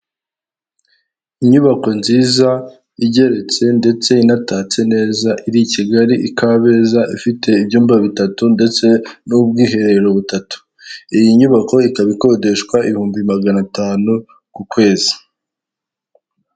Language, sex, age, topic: Kinyarwanda, male, 18-24, finance